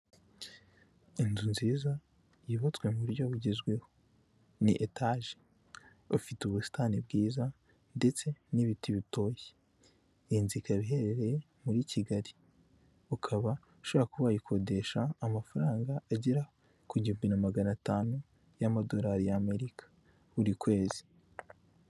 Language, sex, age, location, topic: Kinyarwanda, male, 18-24, Kigali, finance